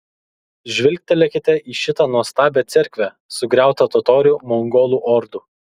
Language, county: Lithuanian, Kaunas